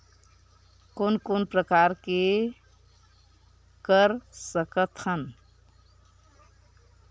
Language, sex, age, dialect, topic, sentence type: Chhattisgarhi, female, 46-50, Western/Budati/Khatahi, banking, question